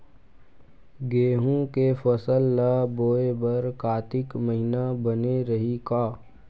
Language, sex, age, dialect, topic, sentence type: Chhattisgarhi, male, 41-45, Western/Budati/Khatahi, agriculture, question